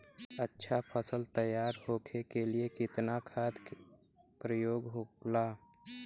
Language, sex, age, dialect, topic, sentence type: Bhojpuri, male, 18-24, Western, agriculture, question